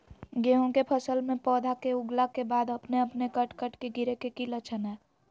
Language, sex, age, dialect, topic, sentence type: Magahi, female, 18-24, Southern, agriculture, question